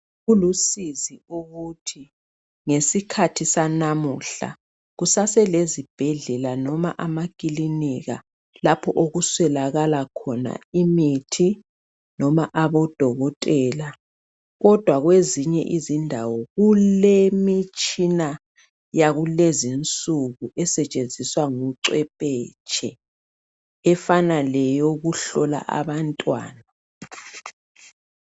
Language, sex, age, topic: North Ndebele, male, 36-49, health